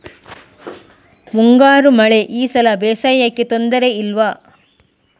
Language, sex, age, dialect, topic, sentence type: Kannada, female, 18-24, Coastal/Dakshin, agriculture, question